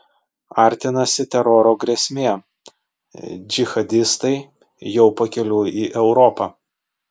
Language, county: Lithuanian, Vilnius